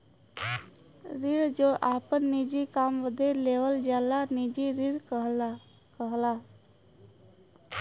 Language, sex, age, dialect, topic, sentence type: Bhojpuri, female, 31-35, Western, banking, statement